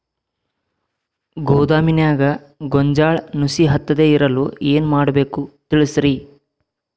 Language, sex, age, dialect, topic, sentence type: Kannada, male, 46-50, Dharwad Kannada, agriculture, question